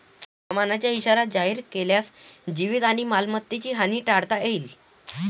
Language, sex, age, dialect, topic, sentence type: Marathi, male, 18-24, Varhadi, agriculture, statement